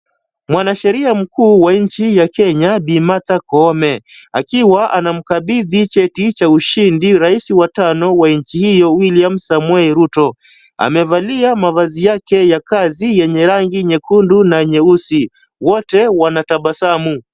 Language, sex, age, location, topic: Swahili, male, 25-35, Kisumu, government